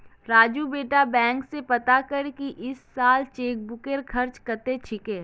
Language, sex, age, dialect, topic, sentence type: Magahi, female, 25-30, Northeastern/Surjapuri, banking, statement